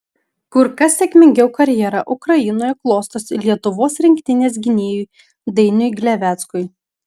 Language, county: Lithuanian, Šiauliai